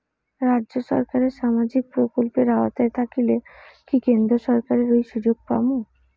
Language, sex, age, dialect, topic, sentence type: Bengali, female, 18-24, Rajbangshi, banking, question